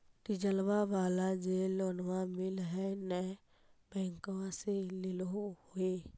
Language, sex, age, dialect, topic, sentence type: Magahi, female, 18-24, Central/Standard, banking, question